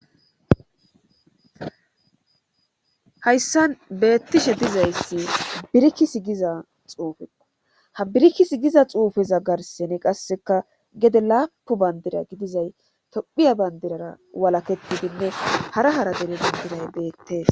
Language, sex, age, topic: Gamo, female, 36-49, government